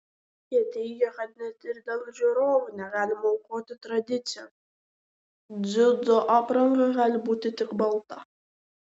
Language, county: Lithuanian, Šiauliai